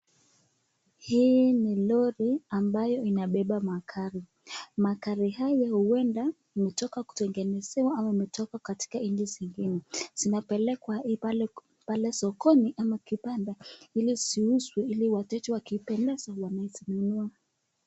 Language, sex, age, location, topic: Swahili, female, 18-24, Nakuru, finance